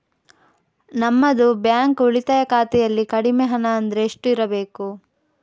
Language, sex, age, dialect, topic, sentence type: Kannada, female, 25-30, Coastal/Dakshin, banking, question